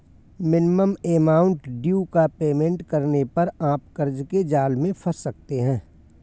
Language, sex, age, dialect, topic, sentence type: Hindi, male, 41-45, Awadhi Bundeli, banking, statement